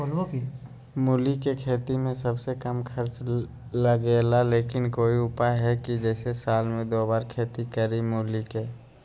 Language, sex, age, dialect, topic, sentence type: Magahi, male, 25-30, Western, agriculture, question